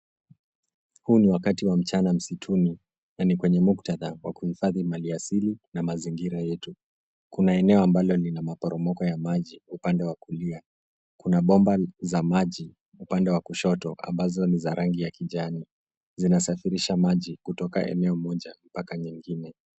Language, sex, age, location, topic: Swahili, male, 18-24, Nairobi, government